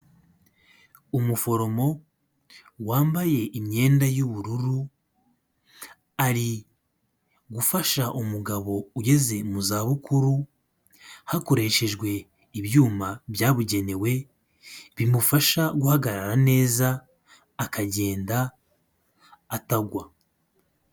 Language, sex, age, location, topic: Kinyarwanda, male, 25-35, Kigali, health